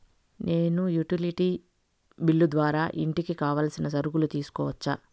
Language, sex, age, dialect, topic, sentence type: Telugu, female, 51-55, Southern, banking, question